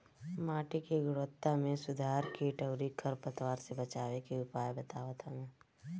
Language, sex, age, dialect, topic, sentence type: Bhojpuri, female, 25-30, Northern, agriculture, statement